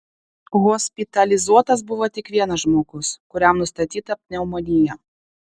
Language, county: Lithuanian, Vilnius